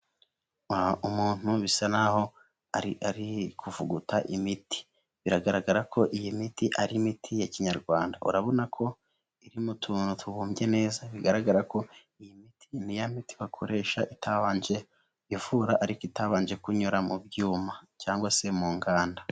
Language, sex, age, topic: Kinyarwanda, male, 18-24, health